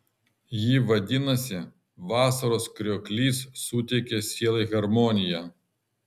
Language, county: Lithuanian, Kaunas